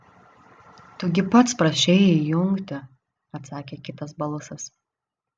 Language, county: Lithuanian, Vilnius